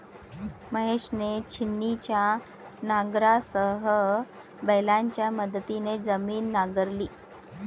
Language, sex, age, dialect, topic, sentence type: Marathi, female, 36-40, Varhadi, agriculture, statement